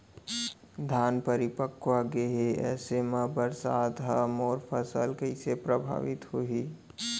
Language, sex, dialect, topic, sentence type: Chhattisgarhi, male, Central, agriculture, question